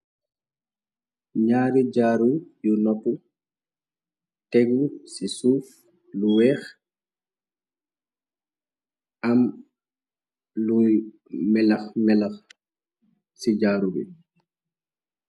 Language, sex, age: Wolof, male, 25-35